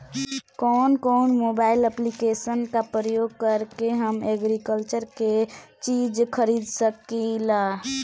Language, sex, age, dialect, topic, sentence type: Bhojpuri, male, 25-30, Northern, agriculture, question